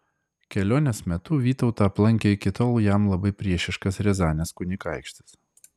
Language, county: Lithuanian, Klaipėda